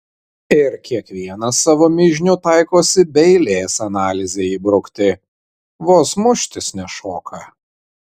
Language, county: Lithuanian, Kaunas